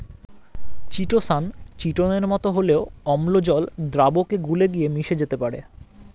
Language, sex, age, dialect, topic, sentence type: Bengali, male, 18-24, Standard Colloquial, agriculture, statement